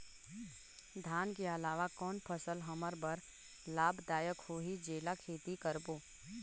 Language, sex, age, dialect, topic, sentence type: Chhattisgarhi, female, 31-35, Northern/Bhandar, agriculture, question